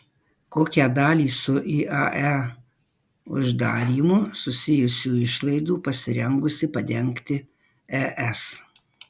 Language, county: Lithuanian, Marijampolė